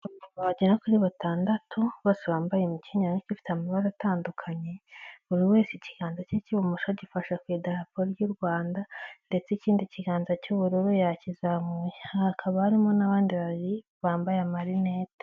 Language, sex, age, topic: Kinyarwanda, male, 18-24, government